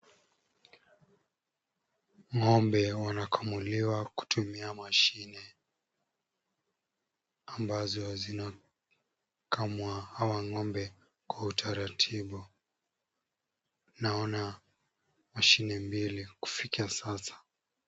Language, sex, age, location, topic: Swahili, male, 18-24, Kisumu, agriculture